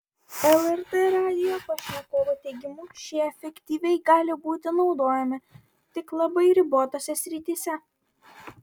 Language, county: Lithuanian, Vilnius